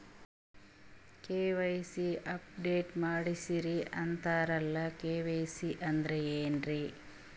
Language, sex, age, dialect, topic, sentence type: Kannada, female, 36-40, Northeastern, banking, question